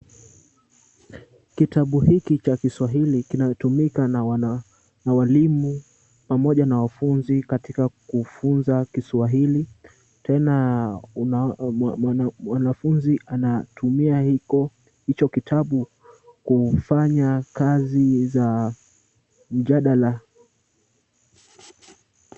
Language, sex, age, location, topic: Swahili, male, 18-24, Kisumu, education